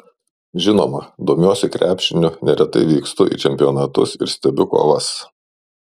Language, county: Lithuanian, Šiauliai